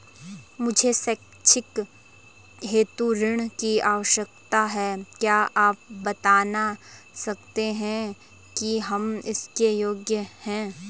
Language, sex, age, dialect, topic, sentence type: Hindi, female, 18-24, Garhwali, banking, question